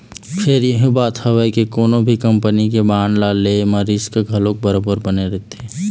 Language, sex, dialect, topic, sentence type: Chhattisgarhi, male, Eastern, banking, statement